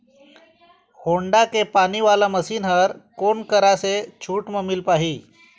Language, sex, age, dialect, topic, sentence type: Chhattisgarhi, female, 46-50, Eastern, agriculture, question